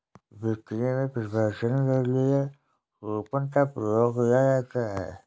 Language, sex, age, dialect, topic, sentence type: Hindi, male, 60-100, Kanauji Braj Bhasha, banking, statement